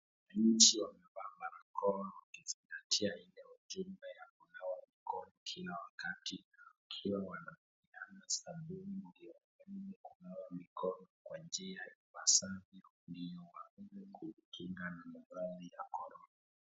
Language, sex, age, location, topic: Swahili, male, 25-35, Wajir, health